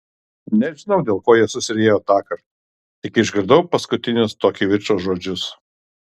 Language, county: Lithuanian, Kaunas